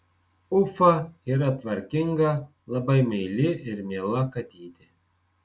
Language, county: Lithuanian, Marijampolė